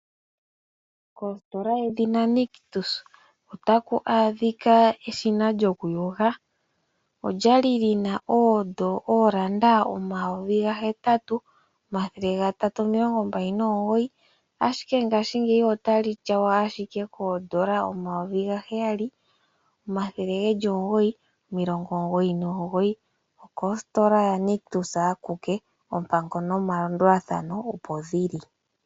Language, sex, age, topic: Oshiwambo, female, 25-35, finance